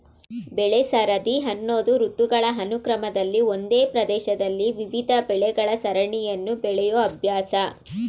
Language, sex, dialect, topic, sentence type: Kannada, female, Mysore Kannada, agriculture, statement